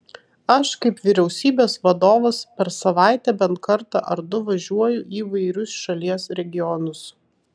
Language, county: Lithuanian, Vilnius